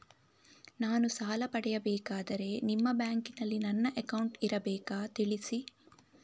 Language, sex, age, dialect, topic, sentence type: Kannada, female, 18-24, Coastal/Dakshin, banking, question